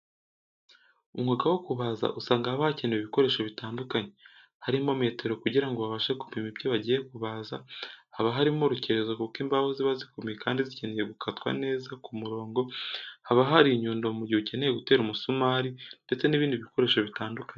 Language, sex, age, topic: Kinyarwanda, male, 18-24, education